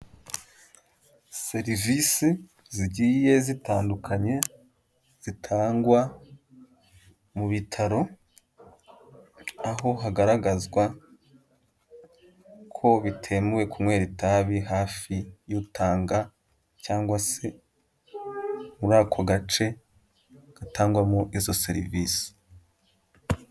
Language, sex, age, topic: Kinyarwanda, male, 18-24, government